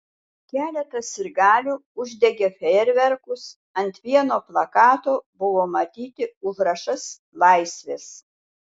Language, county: Lithuanian, Šiauliai